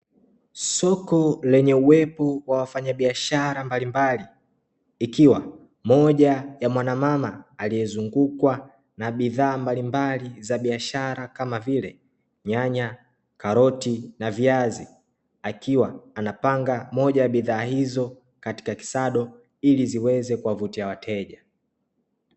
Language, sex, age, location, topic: Swahili, male, 25-35, Dar es Salaam, finance